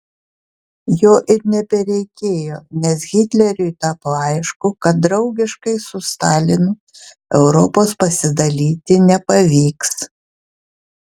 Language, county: Lithuanian, Vilnius